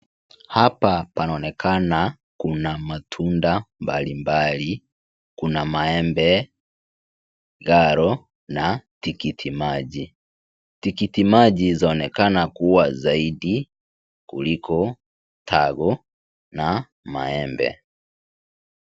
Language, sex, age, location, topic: Swahili, male, 18-24, Kisii, finance